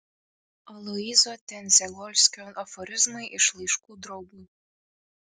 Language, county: Lithuanian, Kaunas